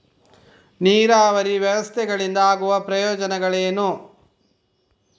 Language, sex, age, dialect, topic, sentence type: Kannada, male, 25-30, Coastal/Dakshin, agriculture, question